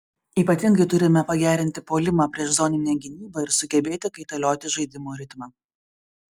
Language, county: Lithuanian, Šiauliai